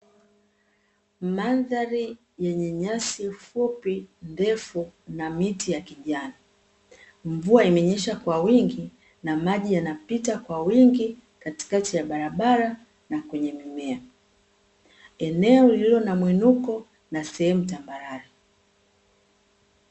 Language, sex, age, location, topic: Swahili, female, 25-35, Dar es Salaam, agriculture